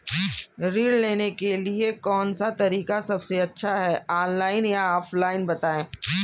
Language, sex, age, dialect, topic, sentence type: Hindi, female, 36-40, Kanauji Braj Bhasha, banking, question